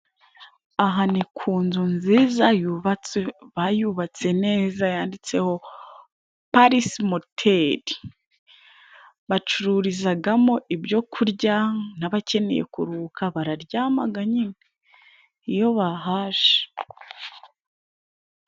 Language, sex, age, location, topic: Kinyarwanda, female, 25-35, Musanze, finance